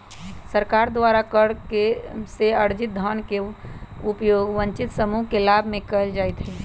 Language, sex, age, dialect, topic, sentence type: Magahi, male, 18-24, Western, banking, statement